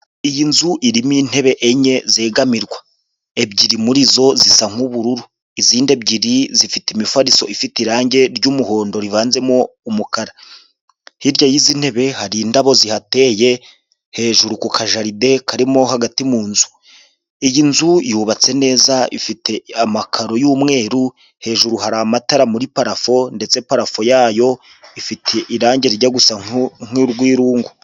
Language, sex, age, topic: Kinyarwanda, male, 25-35, health